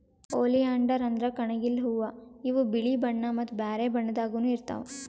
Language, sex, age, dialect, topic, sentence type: Kannada, female, 18-24, Northeastern, agriculture, statement